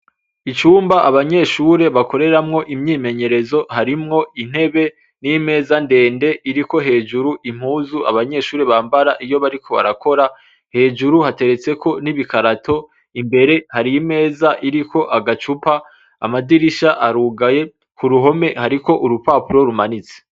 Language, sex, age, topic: Rundi, male, 25-35, education